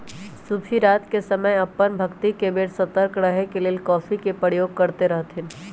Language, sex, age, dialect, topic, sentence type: Magahi, male, 18-24, Western, agriculture, statement